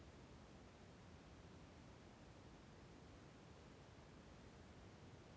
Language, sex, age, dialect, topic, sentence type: Kannada, male, 41-45, Central, banking, question